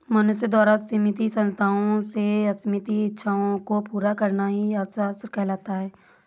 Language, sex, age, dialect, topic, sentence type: Hindi, female, 56-60, Awadhi Bundeli, banking, statement